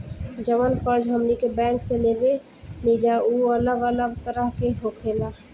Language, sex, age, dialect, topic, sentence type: Bhojpuri, female, 18-24, Southern / Standard, banking, statement